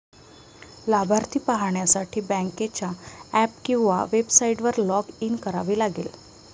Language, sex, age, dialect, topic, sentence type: Marathi, female, 18-24, Varhadi, banking, statement